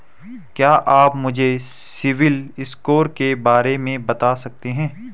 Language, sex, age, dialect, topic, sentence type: Hindi, male, 18-24, Garhwali, banking, statement